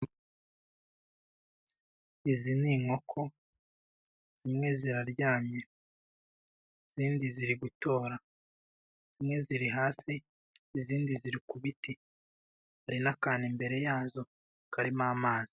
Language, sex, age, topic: Kinyarwanda, male, 25-35, agriculture